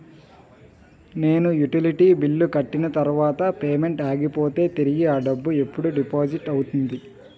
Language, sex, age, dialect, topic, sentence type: Telugu, male, 18-24, Utterandhra, banking, question